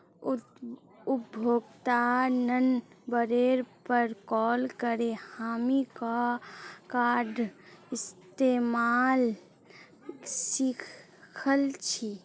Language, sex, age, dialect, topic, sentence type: Magahi, male, 31-35, Northeastern/Surjapuri, banking, statement